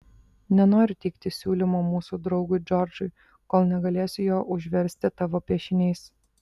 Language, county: Lithuanian, Vilnius